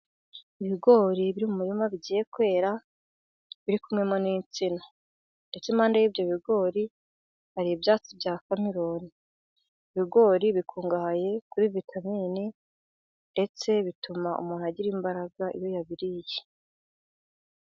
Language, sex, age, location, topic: Kinyarwanda, female, 18-24, Gakenke, agriculture